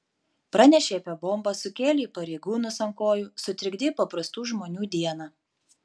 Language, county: Lithuanian, Panevėžys